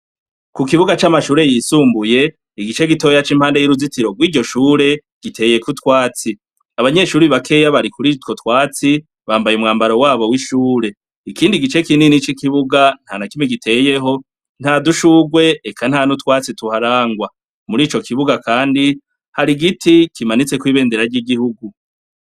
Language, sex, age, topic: Rundi, male, 36-49, education